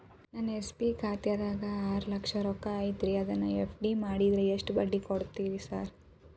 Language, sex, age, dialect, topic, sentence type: Kannada, female, 18-24, Dharwad Kannada, banking, question